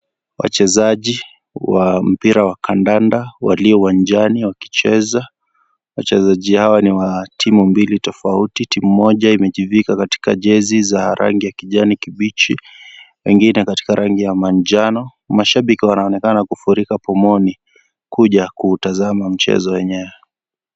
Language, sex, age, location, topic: Swahili, male, 25-35, Kisii, government